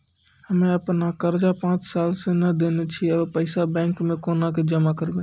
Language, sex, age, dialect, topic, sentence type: Maithili, male, 25-30, Angika, banking, question